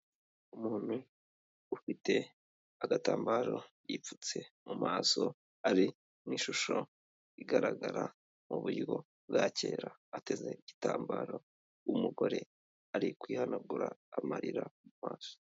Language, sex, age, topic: Kinyarwanda, male, 25-35, health